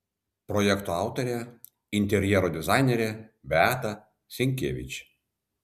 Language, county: Lithuanian, Vilnius